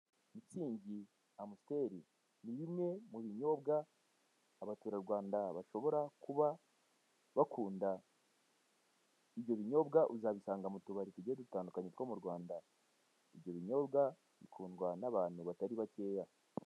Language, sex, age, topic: Kinyarwanda, male, 18-24, finance